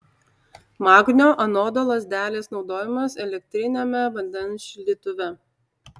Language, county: Lithuanian, Utena